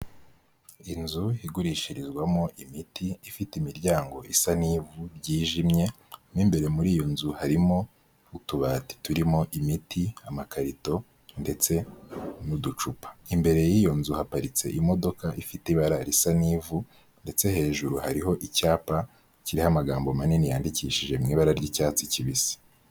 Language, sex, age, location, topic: Kinyarwanda, male, 18-24, Kigali, health